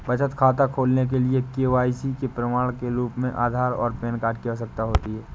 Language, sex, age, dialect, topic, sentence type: Hindi, male, 18-24, Awadhi Bundeli, banking, statement